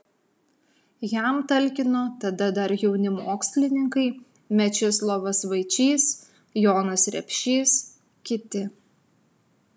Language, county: Lithuanian, Utena